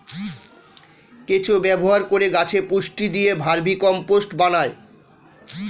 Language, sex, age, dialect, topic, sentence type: Bengali, male, 46-50, Standard Colloquial, agriculture, statement